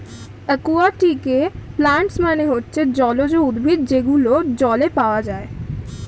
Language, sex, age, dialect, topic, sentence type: Bengali, female, <18, Standard Colloquial, agriculture, statement